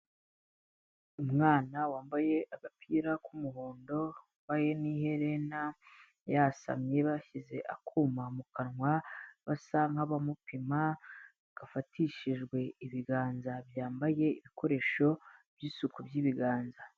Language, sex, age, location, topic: Kinyarwanda, female, 18-24, Kigali, health